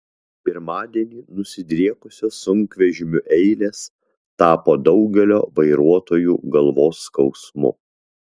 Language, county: Lithuanian, Vilnius